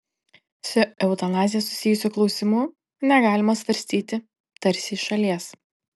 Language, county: Lithuanian, Panevėžys